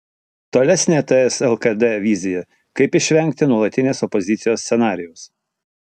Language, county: Lithuanian, Utena